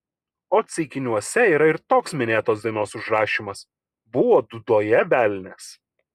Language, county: Lithuanian, Kaunas